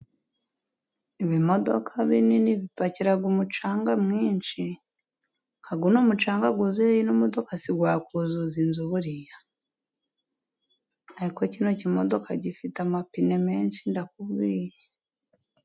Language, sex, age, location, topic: Kinyarwanda, female, 25-35, Musanze, government